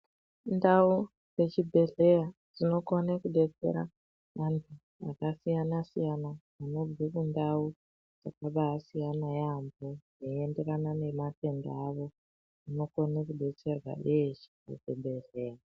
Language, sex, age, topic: Ndau, female, 36-49, health